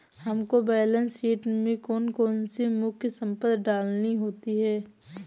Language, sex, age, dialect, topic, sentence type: Hindi, female, 60-100, Awadhi Bundeli, banking, statement